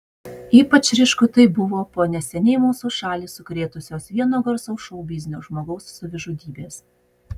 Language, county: Lithuanian, Utena